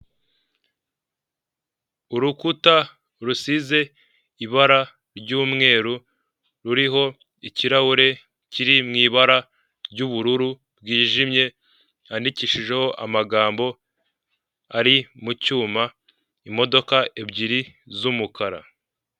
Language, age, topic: Kinyarwanda, 18-24, finance